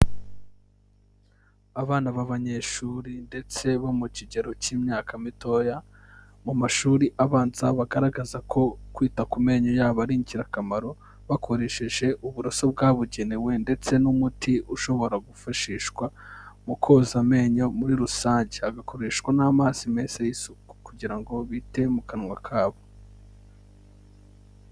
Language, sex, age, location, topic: Kinyarwanda, male, 18-24, Kigali, health